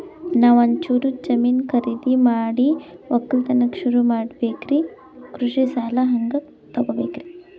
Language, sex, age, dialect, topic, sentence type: Kannada, female, 18-24, Northeastern, banking, question